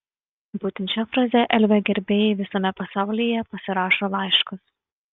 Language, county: Lithuanian, Šiauliai